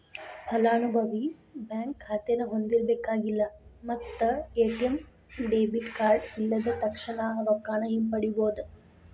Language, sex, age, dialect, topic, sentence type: Kannada, female, 18-24, Dharwad Kannada, banking, statement